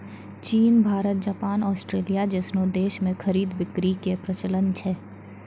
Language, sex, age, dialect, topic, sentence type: Maithili, female, 41-45, Angika, banking, statement